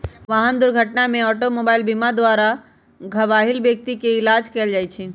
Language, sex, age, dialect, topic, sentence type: Magahi, male, 31-35, Western, banking, statement